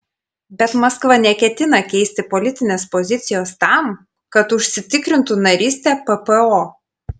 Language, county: Lithuanian, Panevėžys